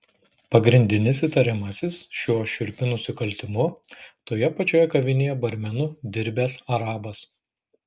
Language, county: Lithuanian, Klaipėda